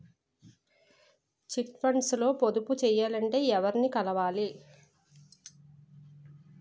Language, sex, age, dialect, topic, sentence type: Telugu, female, 36-40, Utterandhra, banking, question